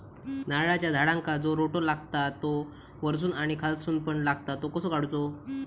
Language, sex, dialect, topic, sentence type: Marathi, male, Southern Konkan, agriculture, question